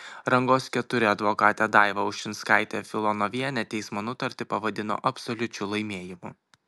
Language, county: Lithuanian, Kaunas